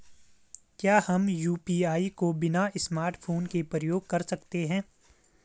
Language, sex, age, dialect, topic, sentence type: Hindi, male, 18-24, Garhwali, banking, question